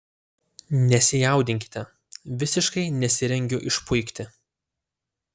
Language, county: Lithuanian, Utena